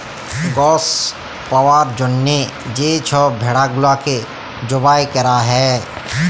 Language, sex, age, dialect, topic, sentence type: Bengali, male, 31-35, Jharkhandi, agriculture, statement